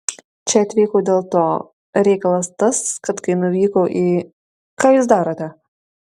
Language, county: Lithuanian, Šiauliai